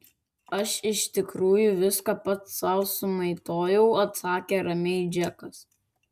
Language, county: Lithuanian, Klaipėda